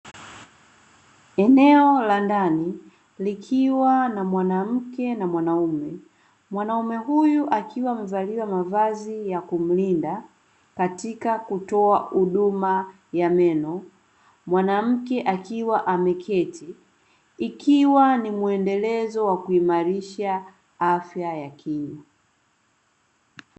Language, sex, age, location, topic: Swahili, female, 25-35, Dar es Salaam, health